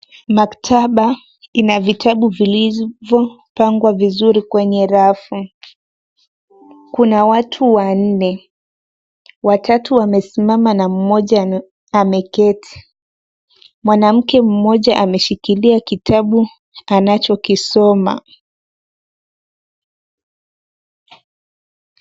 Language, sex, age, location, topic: Swahili, female, 18-24, Nairobi, education